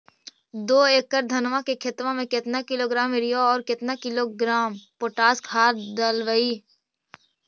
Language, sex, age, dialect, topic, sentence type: Magahi, female, 18-24, Central/Standard, agriculture, question